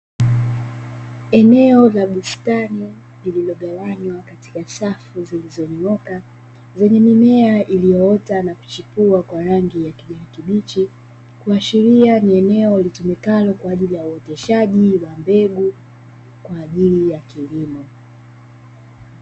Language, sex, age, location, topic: Swahili, female, 25-35, Dar es Salaam, agriculture